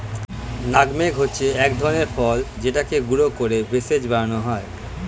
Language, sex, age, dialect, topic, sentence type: Bengali, male, <18, Standard Colloquial, agriculture, statement